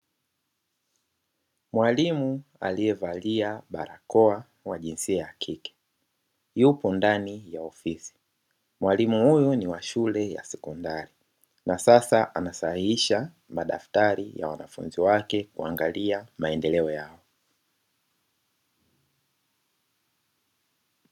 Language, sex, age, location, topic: Swahili, female, 25-35, Dar es Salaam, education